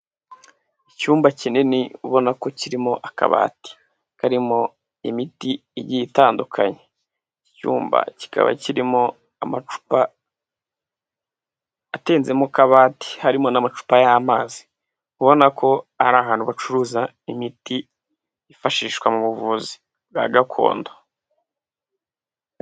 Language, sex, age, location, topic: Kinyarwanda, male, 18-24, Huye, health